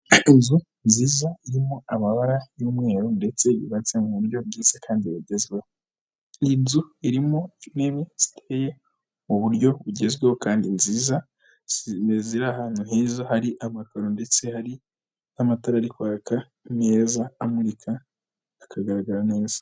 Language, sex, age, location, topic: Kinyarwanda, female, 18-24, Huye, health